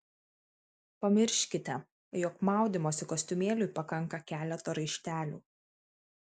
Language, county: Lithuanian, Kaunas